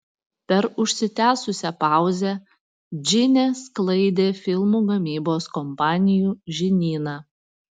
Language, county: Lithuanian, Panevėžys